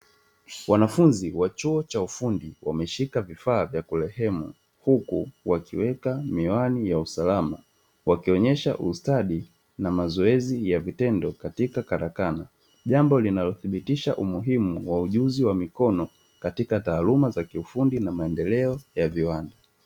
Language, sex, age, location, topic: Swahili, male, 25-35, Dar es Salaam, education